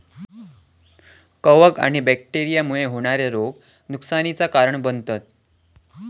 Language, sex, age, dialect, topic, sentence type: Marathi, male, <18, Southern Konkan, agriculture, statement